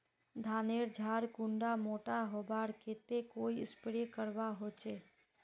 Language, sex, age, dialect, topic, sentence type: Magahi, female, 25-30, Northeastern/Surjapuri, agriculture, question